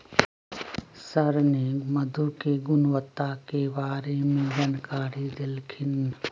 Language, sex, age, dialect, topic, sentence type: Magahi, female, 60-100, Western, agriculture, statement